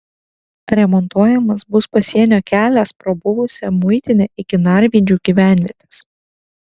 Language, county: Lithuanian, Kaunas